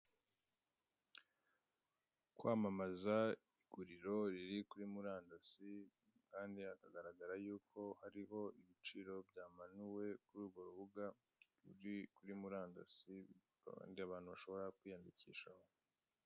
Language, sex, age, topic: Kinyarwanda, male, 25-35, finance